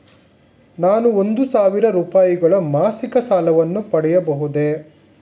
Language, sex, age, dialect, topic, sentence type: Kannada, male, 51-55, Mysore Kannada, banking, question